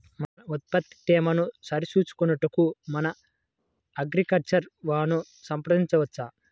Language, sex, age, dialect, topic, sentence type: Telugu, male, 18-24, Central/Coastal, agriculture, question